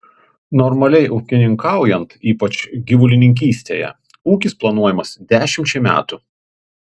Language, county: Lithuanian, Panevėžys